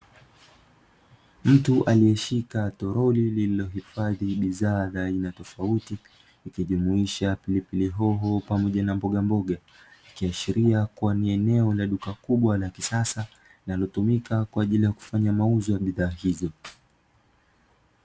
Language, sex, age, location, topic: Swahili, male, 25-35, Dar es Salaam, finance